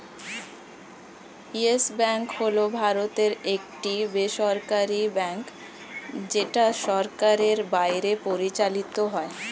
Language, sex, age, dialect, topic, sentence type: Bengali, female, 25-30, Standard Colloquial, banking, statement